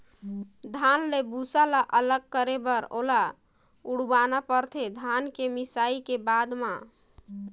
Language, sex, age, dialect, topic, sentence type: Chhattisgarhi, female, 25-30, Northern/Bhandar, agriculture, statement